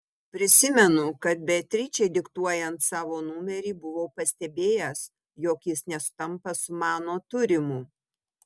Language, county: Lithuanian, Utena